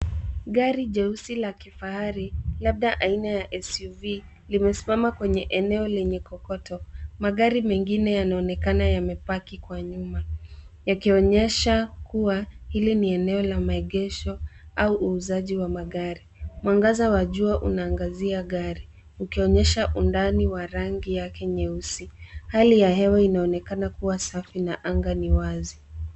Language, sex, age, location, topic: Swahili, female, 18-24, Nairobi, finance